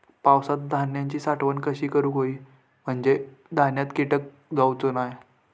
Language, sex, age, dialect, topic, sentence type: Marathi, male, 18-24, Southern Konkan, agriculture, question